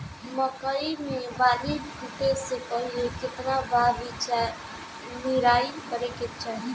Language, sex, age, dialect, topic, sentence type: Bhojpuri, female, 18-24, Northern, agriculture, question